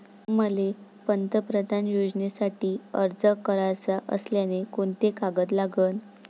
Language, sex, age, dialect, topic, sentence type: Marathi, female, 46-50, Varhadi, banking, question